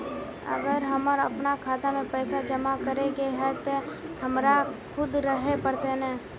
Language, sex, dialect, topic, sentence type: Magahi, female, Northeastern/Surjapuri, banking, question